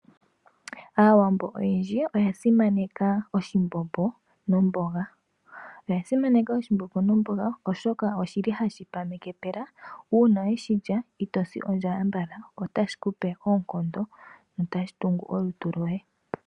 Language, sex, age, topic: Oshiwambo, female, 25-35, agriculture